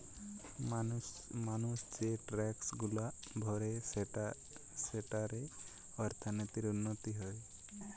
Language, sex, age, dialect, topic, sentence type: Bengali, male, 18-24, Western, banking, statement